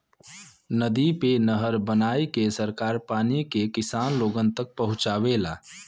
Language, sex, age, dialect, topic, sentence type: Bhojpuri, male, 25-30, Western, agriculture, statement